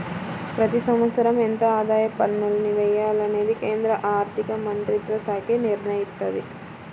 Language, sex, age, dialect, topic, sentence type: Telugu, female, 25-30, Central/Coastal, banking, statement